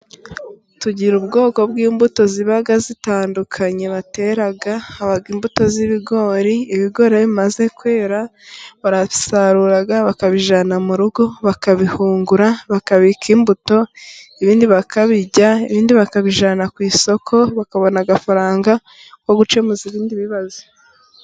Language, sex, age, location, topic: Kinyarwanda, female, 25-35, Musanze, agriculture